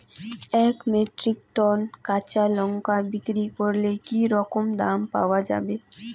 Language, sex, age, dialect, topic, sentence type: Bengali, female, 18-24, Rajbangshi, agriculture, question